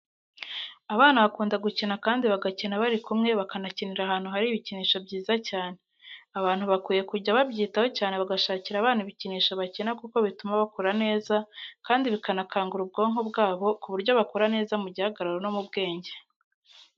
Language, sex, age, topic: Kinyarwanda, female, 18-24, education